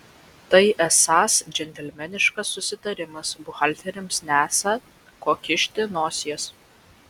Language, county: Lithuanian, Vilnius